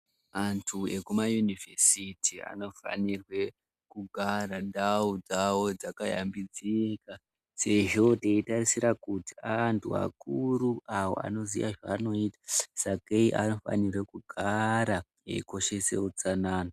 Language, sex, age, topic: Ndau, male, 18-24, education